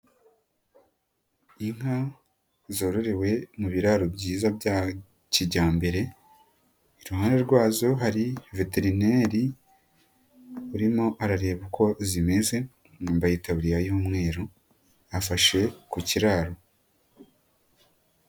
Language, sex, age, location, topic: Kinyarwanda, female, 18-24, Nyagatare, agriculture